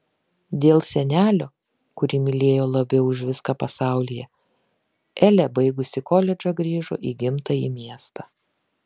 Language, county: Lithuanian, Kaunas